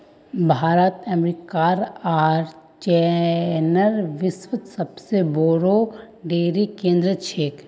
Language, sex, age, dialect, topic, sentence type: Magahi, female, 18-24, Northeastern/Surjapuri, agriculture, statement